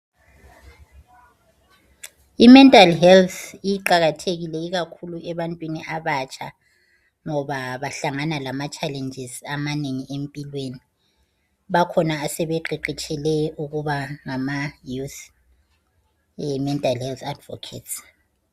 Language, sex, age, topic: North Ndebele, female, 36-49, health